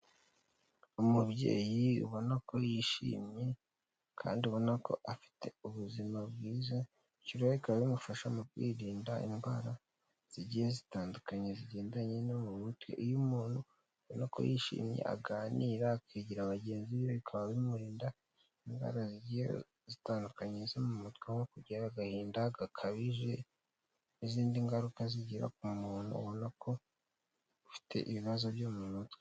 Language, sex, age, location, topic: Kinyarwanda, male, 18-24, Kigali, health